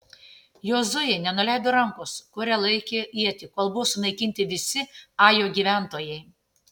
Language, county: Lithuanian, Tauragė